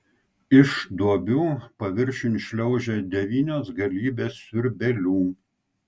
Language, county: Lithuanian, Klaipėda